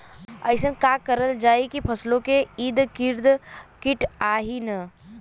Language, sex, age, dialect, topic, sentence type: Bhojpuri, female, 18-24, Western, agriculture, question